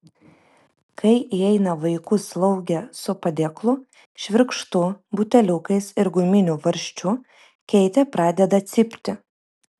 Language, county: Lithuanian, Vilnius